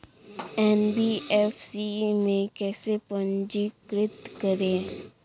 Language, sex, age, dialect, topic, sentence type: Hindi, female, 25-30, Kanauji Braj Bhasha, banking, question